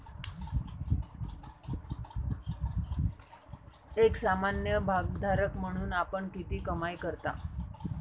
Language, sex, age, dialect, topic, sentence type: Marathi, female, 31-35, Varhadi, banking, statement